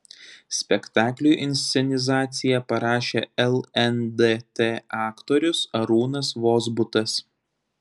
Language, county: Lithuanian, Panevėžys